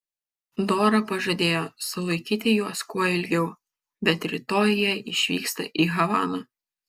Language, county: Lithuanian, Kaunas